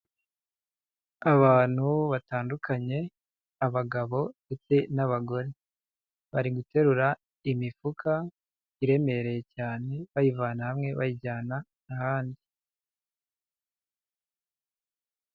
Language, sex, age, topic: Kinyarwanda, male, 25-35, health